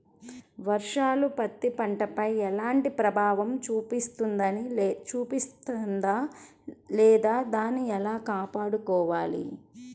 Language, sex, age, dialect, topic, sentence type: Telugu, female, 31-35, Central/Coastal, agriculture, question